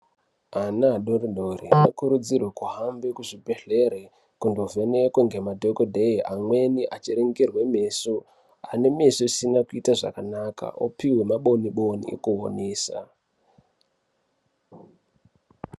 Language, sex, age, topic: Ndau, male, 18-24, health